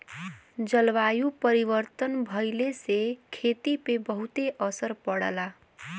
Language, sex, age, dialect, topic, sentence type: Bhojpuri, female, 18-24, Western, agriculture, statement